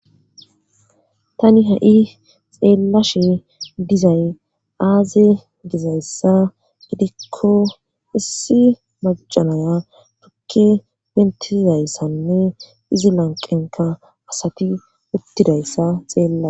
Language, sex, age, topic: Gamo, female, 25-35, government